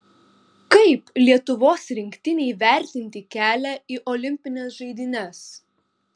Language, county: Lithuanian, Kaunas